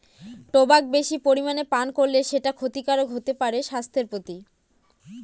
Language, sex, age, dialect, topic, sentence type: Bengali, female, 18-24, Northern/Varendri, agriculture, statement